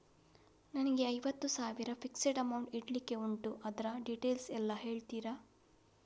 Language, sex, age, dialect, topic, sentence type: Kannada, female, 25-30, Coastal/Dakshin, banking, question